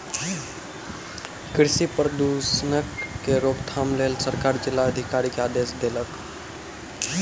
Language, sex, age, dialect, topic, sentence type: Maithili, male, 36-40, Southern/Standard, agriculture, statement